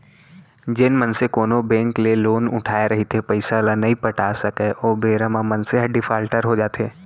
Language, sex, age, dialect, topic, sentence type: Chhattisgarhi, male, 18-24, Central, banking, statement